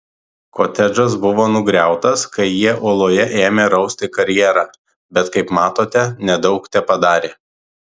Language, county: Lithuanian, Vilnius